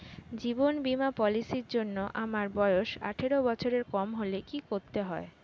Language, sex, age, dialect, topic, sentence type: Bengali, female, 18-24, Standard Colloquial, banking, question